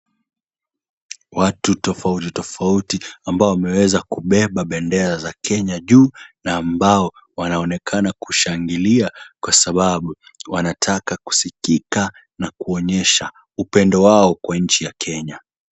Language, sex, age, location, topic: Swahili, male, 18-24, Kisumu, government